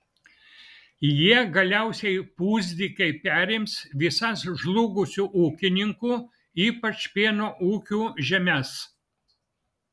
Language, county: Lithuanian, Vilnius